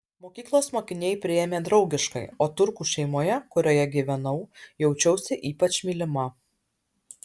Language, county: Lithuanian, Alytus